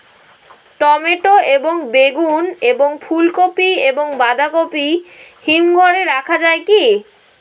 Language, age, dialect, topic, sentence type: Bengali, 18-24, Rajbangshi, agriculture, question